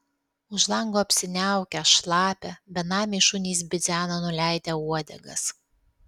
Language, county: Lithuanian, Alytus